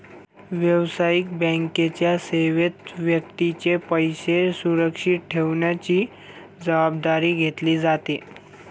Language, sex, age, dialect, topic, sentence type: Marathi, male, 18-24, Standard Marathi, banking, statement